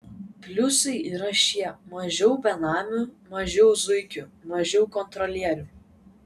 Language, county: Lithuanian, Vilnius